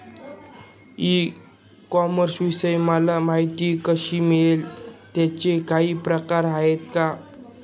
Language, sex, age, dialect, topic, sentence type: Marathi, male, 18-24, Northern Konkan, agriculture, question